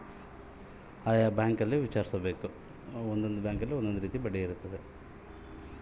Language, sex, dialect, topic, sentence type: Kannada, male, Central, banking, question